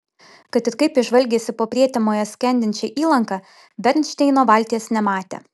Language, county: Lithuanian, Vilnius